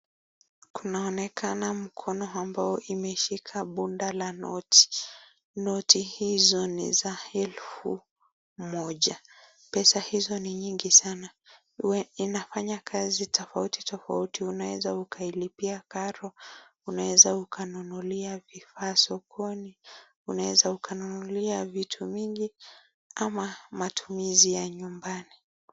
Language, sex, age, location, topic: Swahili, female, 25-35, Nakuru, finance